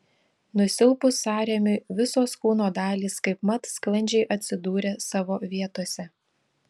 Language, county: Lithuanian, Šiauliai